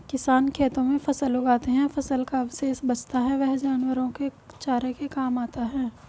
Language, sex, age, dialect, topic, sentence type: Hindi, female, 25-30, Hindustani Malvi Khadi Boli, agriculture, statement